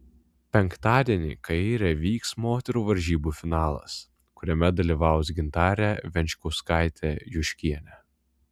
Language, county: Lithuanian, Vilnius